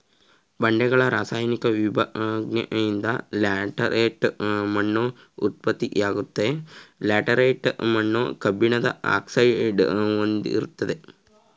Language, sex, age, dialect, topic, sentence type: Kannada, male, 36-40, Mysore Kannada, agriculture, statement